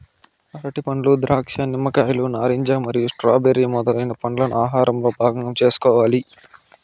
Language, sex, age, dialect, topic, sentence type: Telugu, male, 60-100, Southern, agriculture, statement